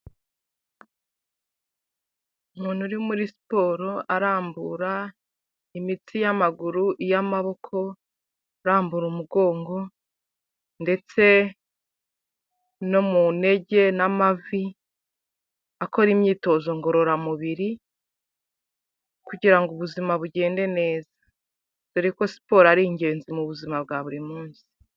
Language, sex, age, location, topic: Kinyarwanda, female, 25-35, Huye, health